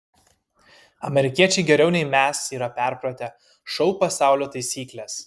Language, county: Lithuanian, Kaunas